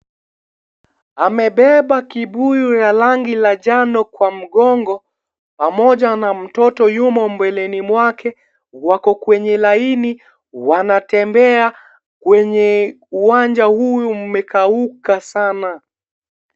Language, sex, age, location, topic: Swahili, male, 18-24, Kisii, health